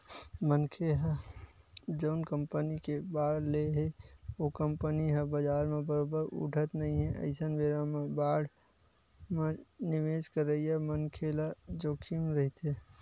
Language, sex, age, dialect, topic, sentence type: Chhattisgarhi, male, 25-30, Western/Budati/Khatahi, banking, statement